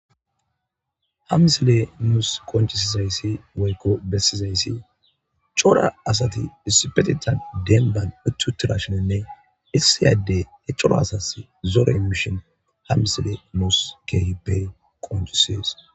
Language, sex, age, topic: Gamo, male, 25-35, agriculture